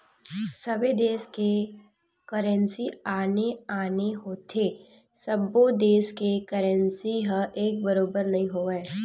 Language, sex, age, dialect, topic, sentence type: Chhattisgarhi, female, 31-35, Western/Budati/Khatahi, banking, statement